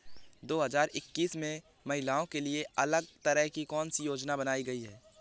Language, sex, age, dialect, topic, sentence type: Hindi, male, 18-24, Awadhi Bundeli, banking, question